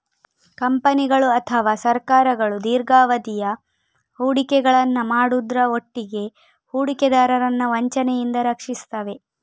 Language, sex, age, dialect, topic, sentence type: Kannada, female, 25-30, Coastal/Dakshin, banking, statement